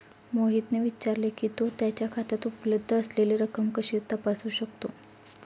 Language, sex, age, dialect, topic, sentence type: Marathi, female, 31-35, Standard Marathi, banking, statement